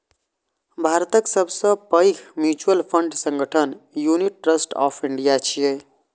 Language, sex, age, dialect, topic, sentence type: Maithili, male, 25-30, Eastern / Thethi, banking, statement